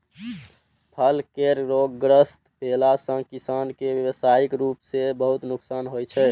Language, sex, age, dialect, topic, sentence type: Maithili, male, 18-24, Eastern / Thethi, agriculture, statement